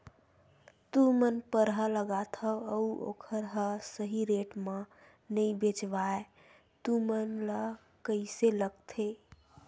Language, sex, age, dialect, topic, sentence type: Chhattisgarhi, female, 18-24, Western/Budati/Khatahi, agriculture, question